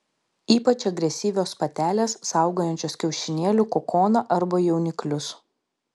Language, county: Lithuanian, Vilnius